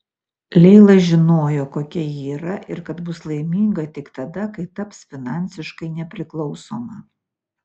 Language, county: Lithuanian, Utena